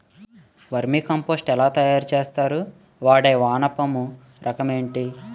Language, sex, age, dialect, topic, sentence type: Telugu, male, 18-24, Utterandhra, agriculture, question